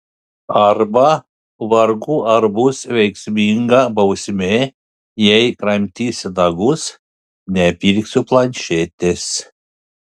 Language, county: Lithuanian, Panevėžys